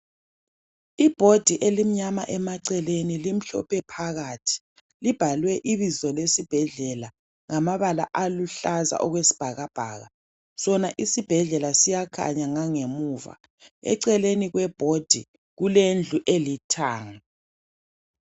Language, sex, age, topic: North Ndebele, male, 36-49, health